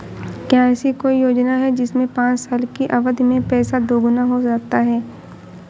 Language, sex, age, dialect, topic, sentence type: Hindi, female, 18-24, Awadhi Bundeli, banking, question